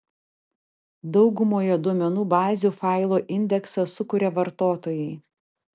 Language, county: Lithuanian, Vilnius